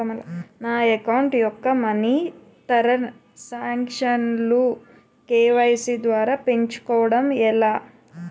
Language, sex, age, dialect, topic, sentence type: Telugu, female, 25-30, Utterandhra, banking, question